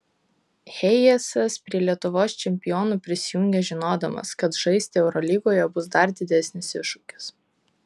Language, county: Lithuanian, Kaunas